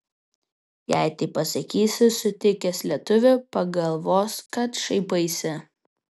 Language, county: Lithuanian, Vilnius